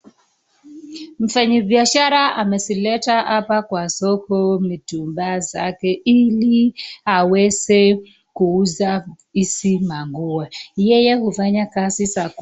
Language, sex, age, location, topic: Swahili, male, 25-35, Nakuru, finance